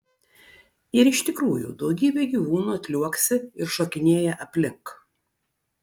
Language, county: Lithuanian, Vilnius